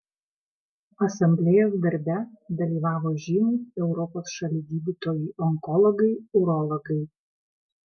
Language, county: Lithuanian, Kaunas